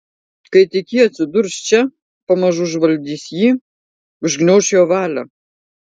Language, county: Lithuanian, Šiauliai